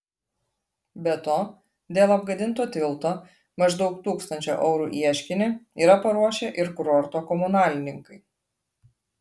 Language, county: Lithuanian, Klaipėda